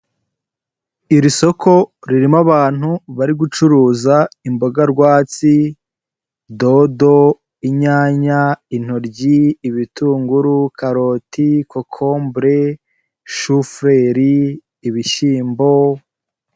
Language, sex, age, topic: Kinyarwanda, male, 18-24, finance